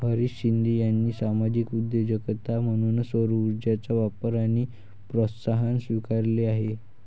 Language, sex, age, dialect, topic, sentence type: Marathi, male, 18-24, Varhadi, banking, statement